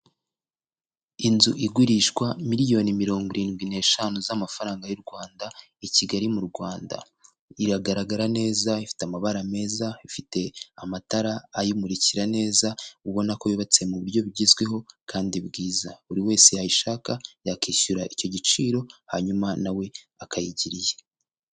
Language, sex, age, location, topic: Kinyarwanda, male, 25-35, Kigali, finance